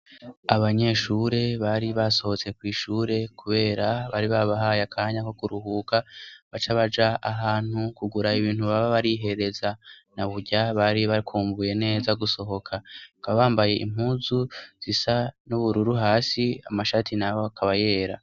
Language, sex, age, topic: Rundi, male, 25-35, education